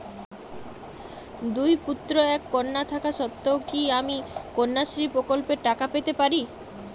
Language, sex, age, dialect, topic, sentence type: Bengali, female, 25-30, Jharkhandi, banking, question